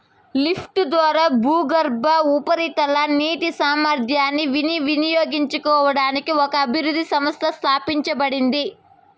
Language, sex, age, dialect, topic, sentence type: Telugu, female, 18-24, Southern, agriculture, statement